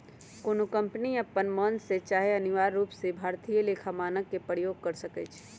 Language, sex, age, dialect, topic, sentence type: Magahi, female, 25-30, Western, banking, statement